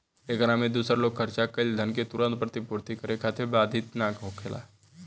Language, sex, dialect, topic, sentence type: Bhojpuri, male, Southern / Standard, banking, statement